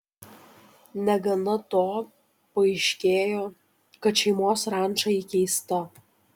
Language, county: Lithuanian, Šiauliai